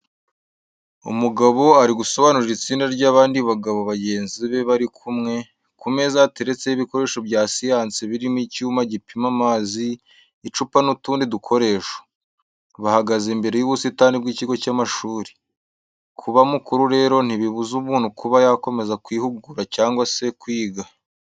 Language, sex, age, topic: Kinyarwanda, male, 18-24, education